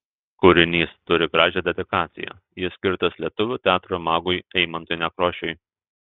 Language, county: Lithuanian, Telšiai